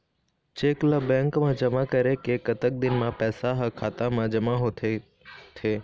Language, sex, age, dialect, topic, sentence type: Chhattisgarhi, male, 18-24, Eastern, banking, question